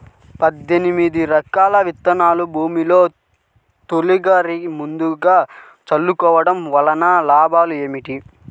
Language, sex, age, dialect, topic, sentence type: Telugu, male, 31-35, Central/Coastal, agriculture, question